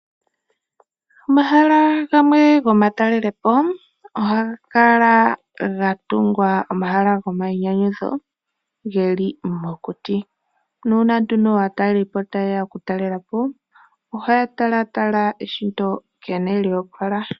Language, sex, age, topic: Oshiwambo, female, 18-24, agriculture